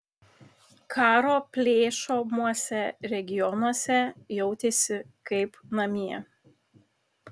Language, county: Lithuanian, Kaunas